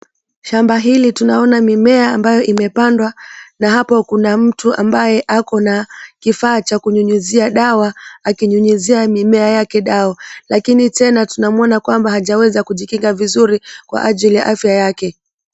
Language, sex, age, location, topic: Swahili, female, 25-35, Mombasa, health